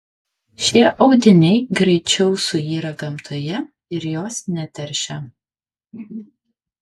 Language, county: Lithuanian, Kaunas